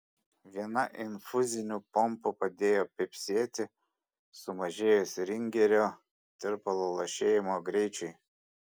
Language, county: Lithuanian, Šiauliai